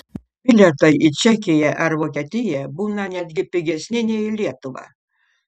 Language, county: Lithuanian, Panevėžys